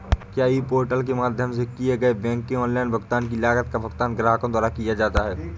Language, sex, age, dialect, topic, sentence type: Hindi, male, 18-24, Awadhi Bundeli, banking, question